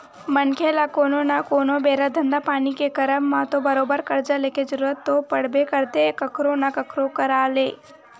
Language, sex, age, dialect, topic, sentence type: Chhattisgarhi, male, 18-24, Western/Budati/Khatahi, banking, statement